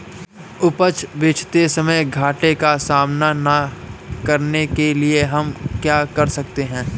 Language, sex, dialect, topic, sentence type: Hindi, male, Marwari Dhudhari, agriculture, question